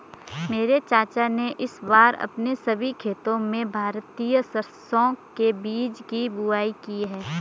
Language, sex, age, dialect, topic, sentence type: Hindi, female, 25-30, Garhwali, agriculture, statement